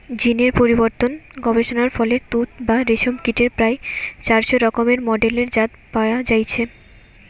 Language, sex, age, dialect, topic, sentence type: Bengali, female, 18-24, Western, agriculture, statement